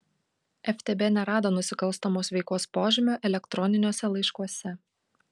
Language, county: Lithuanian, Kaunas